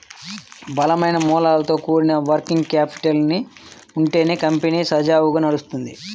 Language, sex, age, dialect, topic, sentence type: Telugu, male, 18-24, Central/Coastal, banking, statement